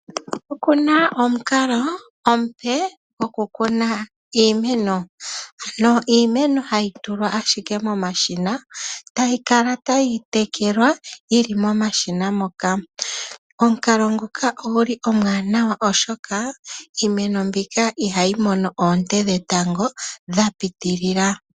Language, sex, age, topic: Oshiwambo, male, 18-24, agriculture